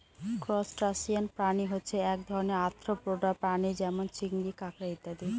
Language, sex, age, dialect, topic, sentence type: Bengali, female, 18-24, Northern/Varendri, agriculture, statement